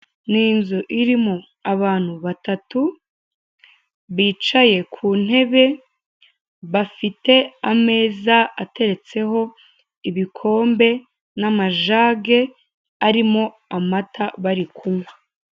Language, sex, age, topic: Kinyarwanda, female, 18-24, finance